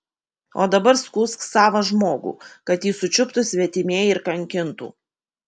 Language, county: Lithuanian, Kaunas